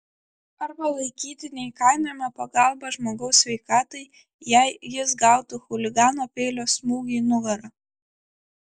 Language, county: Lithuanian, Klaipėda